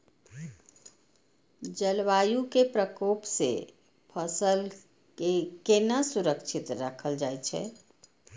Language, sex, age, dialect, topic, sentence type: Maithili, female, 41-45, Eastern / Thethi, agriculture, question